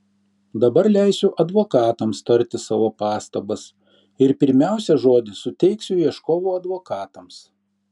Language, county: Lithuanian, Šiauliai